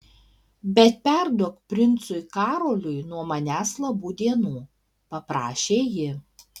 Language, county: Lithuanian, Alytus